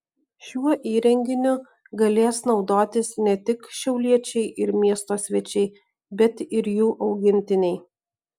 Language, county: Lithuanian, Alytus